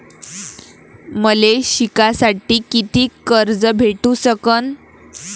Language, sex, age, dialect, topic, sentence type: Marathi, female, 18-24, Varhadi, banking, question